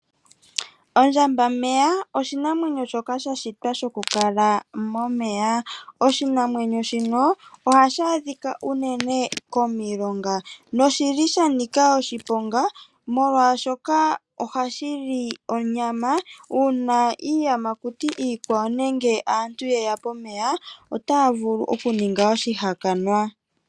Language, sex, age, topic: Oshiwambo, female, 25-35, agriculture